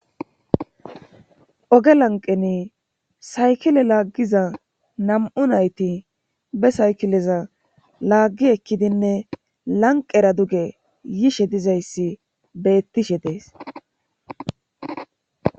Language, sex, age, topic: Gamo, female, 25-35, government